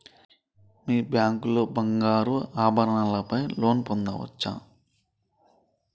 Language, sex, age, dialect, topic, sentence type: Telugu, male, 25-30, Telangana, banking, question